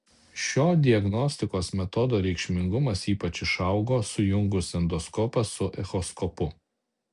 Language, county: Lithuanian, Alytus